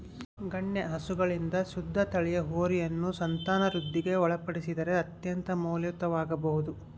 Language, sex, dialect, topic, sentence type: Kannada, male, Central, agriculture, statement